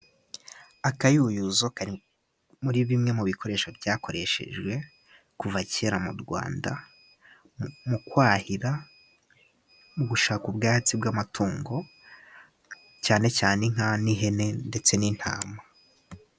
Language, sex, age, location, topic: Kinyarwanda, male, 18-24, Musanze, government